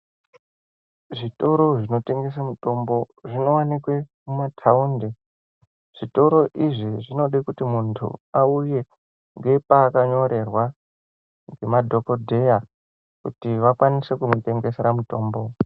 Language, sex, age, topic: Ndau, male, 18-24, health